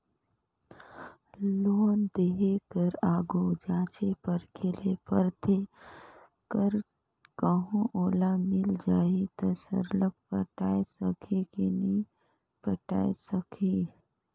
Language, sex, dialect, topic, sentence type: Chhattisgarhi, female, Northern/Bhandar, banking, statement